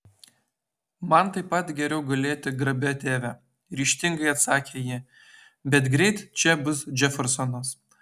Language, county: Lithuanian, Utena